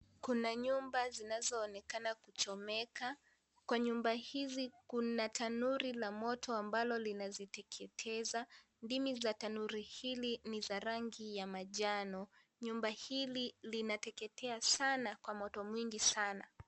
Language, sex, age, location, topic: Swahili, female, 18-24, Kisii, health